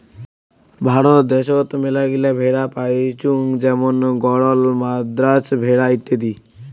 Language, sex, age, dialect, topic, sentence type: Bengali, male, <18, Rajbangshi, agriculture, statement